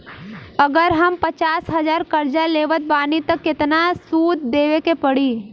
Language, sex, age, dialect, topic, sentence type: Bhojpuri, female, 18-24, Southern / Standard, banking, question